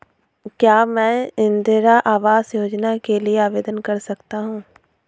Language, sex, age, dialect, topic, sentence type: Hindi, female, 18-24, Awadhi Bundeli, banking, question